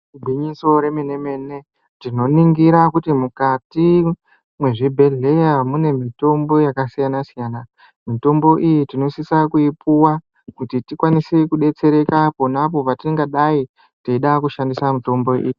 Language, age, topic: Ndau, 18-24, health